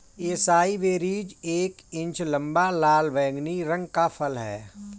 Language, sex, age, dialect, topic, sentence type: Hindi, male, 18-24, Marwari Dhudhari, agriculture, statement